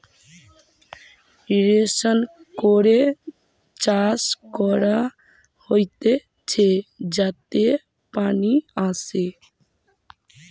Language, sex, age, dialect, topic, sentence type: Bengali, female, 25-30, Western, agriculture, statement